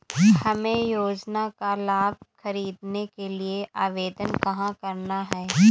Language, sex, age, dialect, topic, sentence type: Hindi, female, 18-24, Awadhi Bundeli, banking, question